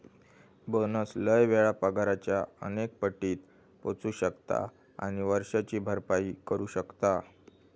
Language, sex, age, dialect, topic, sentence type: Marathi, male, 18-24, Southern Konkan, banking, statement